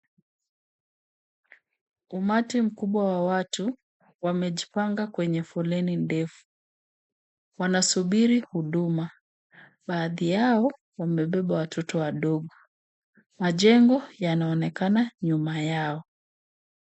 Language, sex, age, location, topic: Swahili, female, 25-35, Kisumu, government